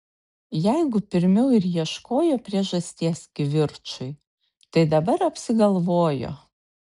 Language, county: Lithuanian, Šiauliai